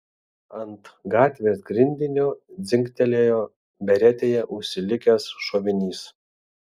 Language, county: Lithuanian, Vilnius